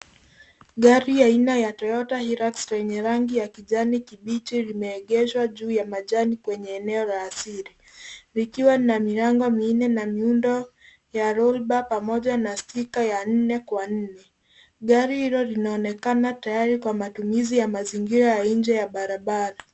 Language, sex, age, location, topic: Swahili, female, 18-24, Nairobi, finance